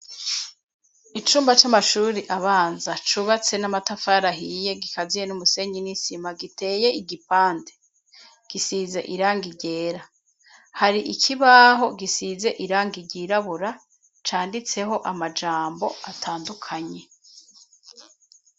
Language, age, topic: Rundi, 36-49, education